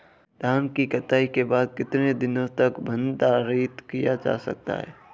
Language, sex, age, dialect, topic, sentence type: Hindi, male, 18-24, Marwari Dhudhari, agriculture, question